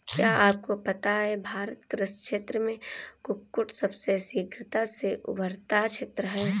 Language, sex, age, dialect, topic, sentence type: Hindi, female, 18-24, Kanauji Braj Bhasha, agriculture, statement